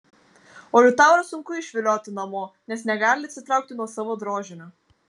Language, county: Lithuanian, Vilnius